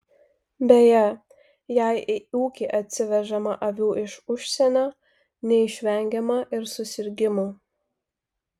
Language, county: Lithuanian, Vilnius